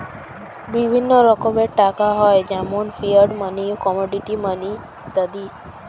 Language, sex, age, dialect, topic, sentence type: Bengali, female, 18-24, Standard Colloquial, banking, statement